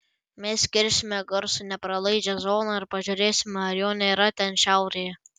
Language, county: Lithuanian, Panevėžys